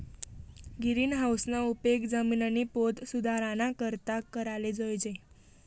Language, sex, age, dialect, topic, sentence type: Marathi, female, 18-24, Northern Konkan, agriculture, statement